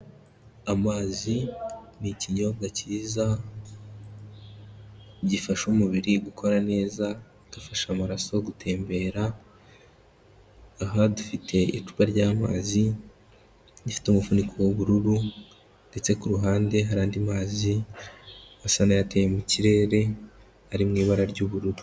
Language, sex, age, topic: Kinyarwanda, male, 25-35, health